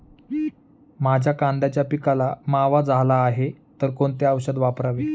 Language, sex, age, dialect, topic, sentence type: Marathi, male, 31-35, Standard Marathi, agriculture, question